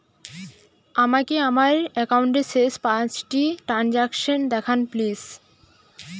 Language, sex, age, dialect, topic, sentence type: Bengali, female, 18-24, Jharkhandi, banking, statement